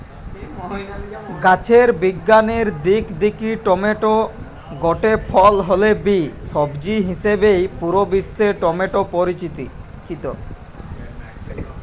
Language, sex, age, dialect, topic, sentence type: Bengali, male, 18-24, Western, agriculture, statement